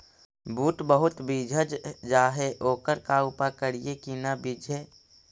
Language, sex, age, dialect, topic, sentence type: Magahi, male, 56-60, Central/Standard, agriculture, question